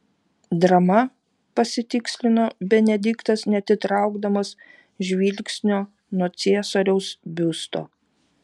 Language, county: Lithuanian, Vilnius